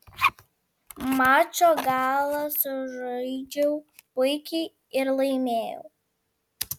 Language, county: Lithuanian, Vilnius